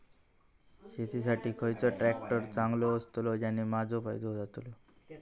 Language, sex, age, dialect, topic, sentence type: Marathi, male, 18-24, Southern Konkan, agriculture, question